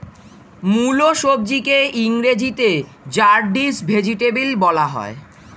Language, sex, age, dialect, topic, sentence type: Bengali, male, 46-50, Standard Colloquial, agriculture, statement